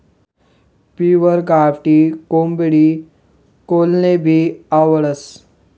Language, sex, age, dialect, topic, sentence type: Marathi, male, 18-24, Northern Konkan, agriculture, statement